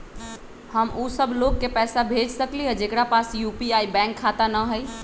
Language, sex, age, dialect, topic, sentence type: Magahi, female, 31-35, Western, banking, question